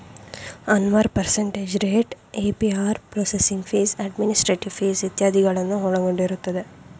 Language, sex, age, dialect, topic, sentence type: Kannada, female, 51-55, Mysore Kannada, banking, statement